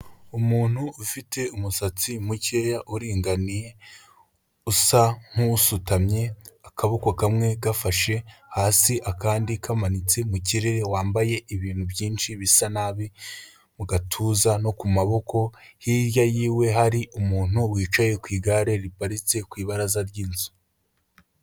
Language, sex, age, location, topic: Kinyarwanda, male, 25-35, Kigali, health